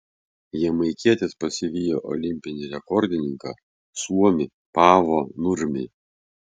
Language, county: Lithuanian, Vilnius